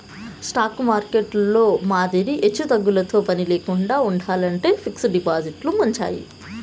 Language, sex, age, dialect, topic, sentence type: Telugu, female, 18-24, Southern, banking, statement